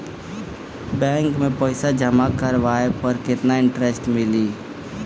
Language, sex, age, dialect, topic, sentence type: Bhojpuri, female, 18-24, Northern, banking, question